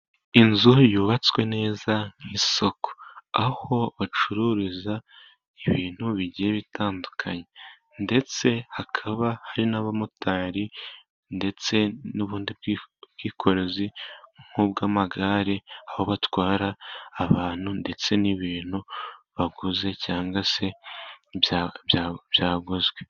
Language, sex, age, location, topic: Kinyarwanda, male, 18-24, Musanze, finance